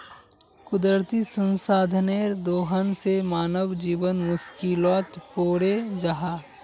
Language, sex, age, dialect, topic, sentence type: Magahi, male, 56-60, Northeastern/Surjapuri, agriculture, statement